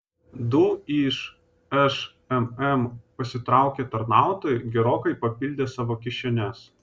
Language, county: Lithuanian, Vilnius